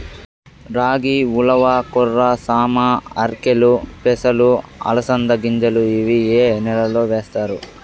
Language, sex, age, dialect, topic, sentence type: Telugu, male, 41-45, Southern, agriculture, question